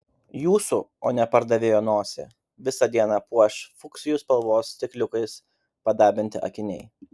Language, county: Lithuanian, Vilnius